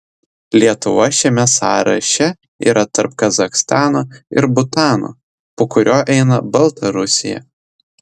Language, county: Lithuanian, Telšiai